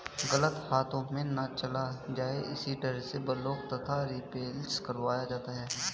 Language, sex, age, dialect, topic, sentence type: Hindi, male, 18-24, Hindustani Malvi Khadi Boli, banking, statement